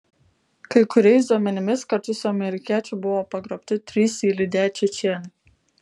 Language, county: Lithuanian, Vilnius